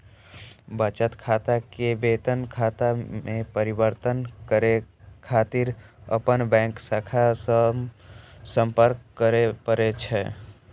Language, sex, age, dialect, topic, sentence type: Maithili, male, 18-24, Eastern / Thethi, banking, statement